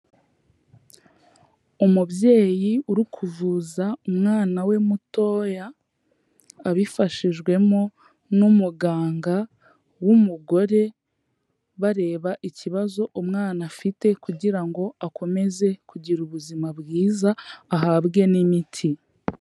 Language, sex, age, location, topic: Kinyarwanda, female, 18-24, Kigali, health